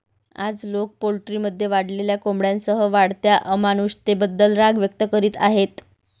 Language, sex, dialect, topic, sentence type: Marathi, female, Varhadi, agriculture, statement